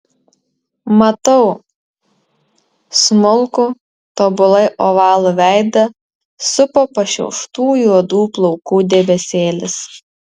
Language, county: Lithuanian, Vilnius